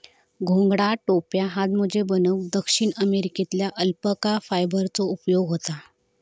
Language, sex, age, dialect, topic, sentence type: Marathi, female, 25-30, Southern Konkan, agriculture, statement